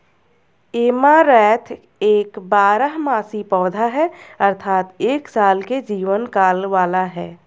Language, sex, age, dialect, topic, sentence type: Hindi, female, 25-30, Garhwali, agriculture, statement